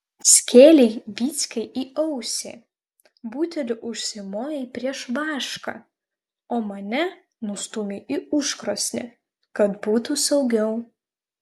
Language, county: Lithuanian, Vilnius